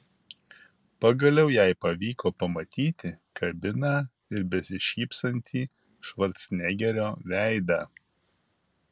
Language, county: Lithuanian, Kaunas